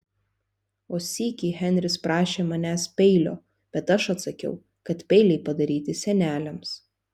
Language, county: Lithuanian, Telšiai